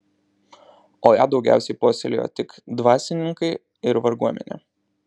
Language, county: Lithuanian, Alytus